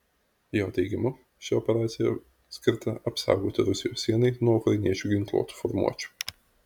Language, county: Lithuanian, Vilnius